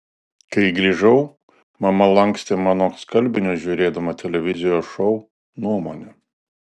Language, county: Lithuanian, Alytus